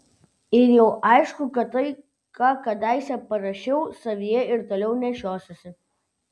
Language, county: Lithuanian, Vilnius